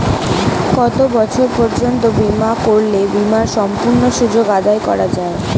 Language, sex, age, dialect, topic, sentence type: Bengali, female, 18-24, Western, banking, question